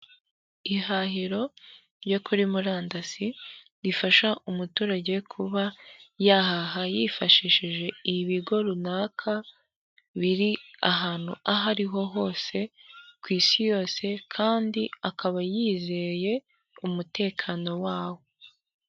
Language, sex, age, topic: Kinyarwanda, female, 18-24, finance